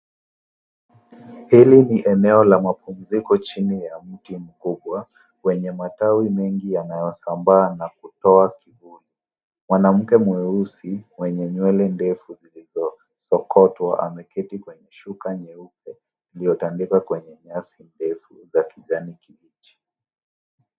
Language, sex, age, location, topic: Swahili, male, 18-24, Nairobi, government